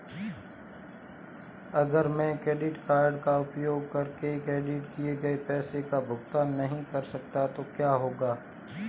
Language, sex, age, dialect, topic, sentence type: Hindi, male, 25-30, Marwari Dhudhari, banking, question